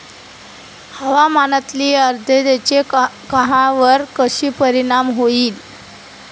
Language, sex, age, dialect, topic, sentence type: Marathi, female, 25-30, Standard Marathi, agriculture, question